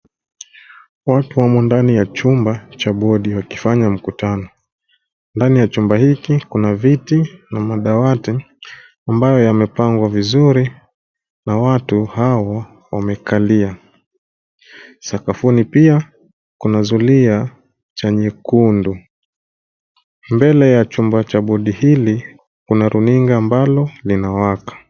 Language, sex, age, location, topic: Swahili, male, 25-35, Nairobi, education